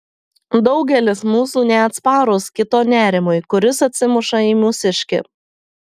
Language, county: Lithuanian, Telšiai